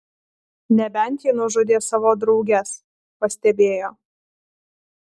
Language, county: Lithuanian, Alytus